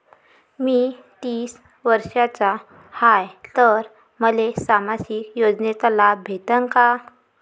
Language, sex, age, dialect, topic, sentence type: Marathi, female, 18-24, Varhadi, banking, question